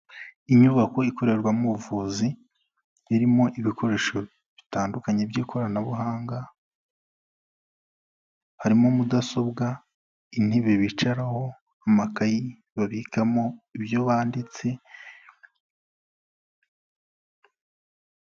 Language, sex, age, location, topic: Kinyarwanda, male, 18-24, Kigali, health